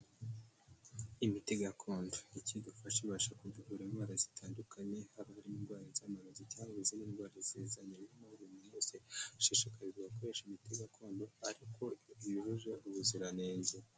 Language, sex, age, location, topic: Kinyarwanda, male, 18-24, Kigali, health